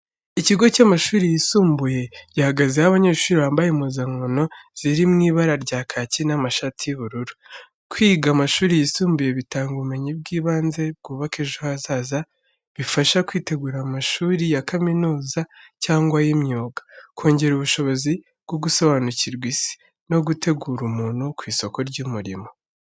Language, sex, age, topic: Kinyarwanda, female, 36-49, education